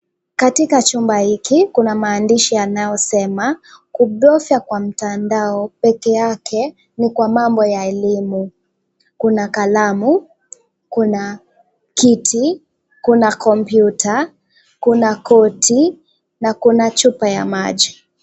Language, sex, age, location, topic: Swahili, female, 18-24, Kisumu, education